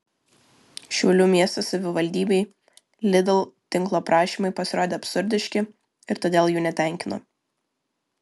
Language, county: Lithuanian, Vilnius